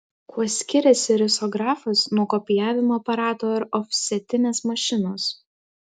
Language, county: Lithuanian, Klaipėda